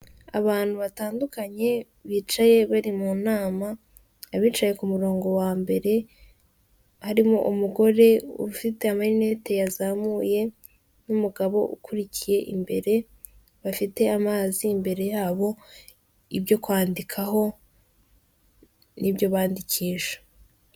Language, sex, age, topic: Kinyarwanda, female, 18-24, government